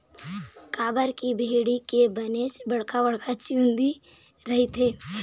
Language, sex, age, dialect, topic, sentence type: Chhattisgarhi, female, 18-24, Eastern, agriculture, statement